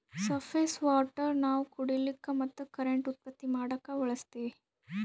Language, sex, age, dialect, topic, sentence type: Kannada, female, 18-24, Northeastern, agriculture, statement